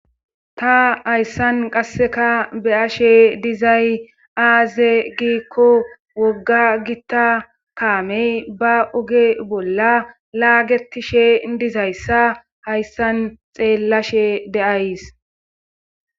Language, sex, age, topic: Gamo, female, 36-49, government